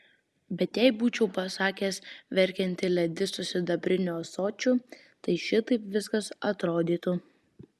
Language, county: Lithuanian, Vilnius